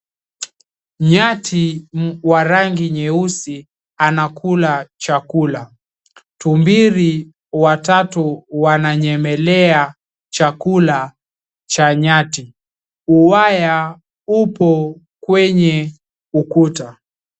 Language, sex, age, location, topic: Swahili, male, 18-24, Mombasa, agriculture